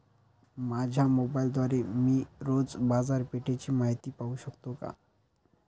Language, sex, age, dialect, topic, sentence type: Marathi, male, 25-30, Standard Marathi, agriculture, question